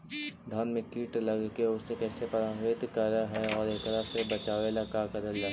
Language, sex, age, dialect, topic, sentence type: Magahi, male, 25-30, Central/Standard, agriculture, question